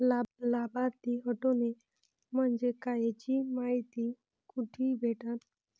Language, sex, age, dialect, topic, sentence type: Marathi, female, 31-35, Varhadi, banking, question